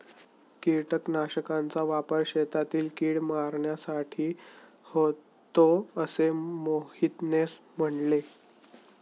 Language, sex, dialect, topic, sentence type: Marathi, male, Standard Marathi, agriculture, statement